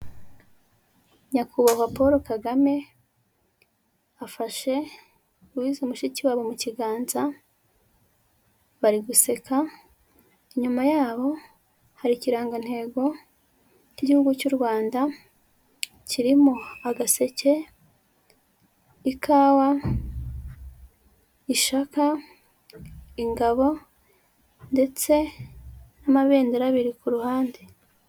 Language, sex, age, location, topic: Kinyarwanda, female, 25-35, Huye, government